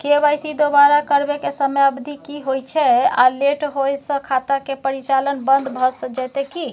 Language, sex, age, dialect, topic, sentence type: Maithili, female, 18-24, Bajjika, banking, question